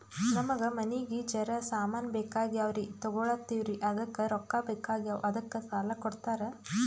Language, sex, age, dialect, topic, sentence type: Kannada, female, 18-24, Northeastern, banking, question